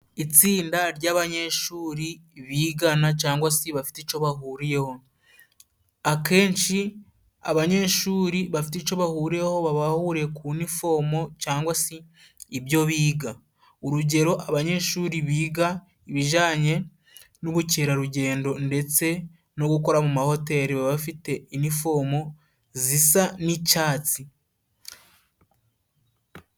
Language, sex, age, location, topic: Kinyarwanda, male, 18-24, Musanze, education